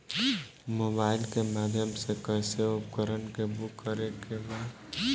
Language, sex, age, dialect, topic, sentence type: Bhojpuri, male, 18-24, Northern, agriculture, question